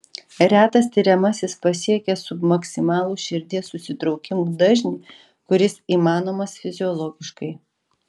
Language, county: Lithuanian, Vilnius